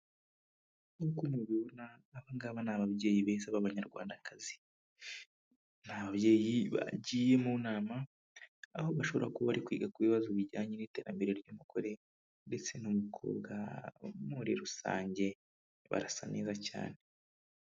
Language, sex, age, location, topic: Kinyarwanda, male, 25-35, Kigali, government